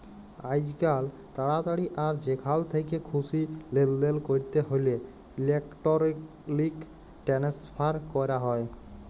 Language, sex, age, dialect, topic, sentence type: Bengali, male, 18-24, Jharkhandi, banking, statement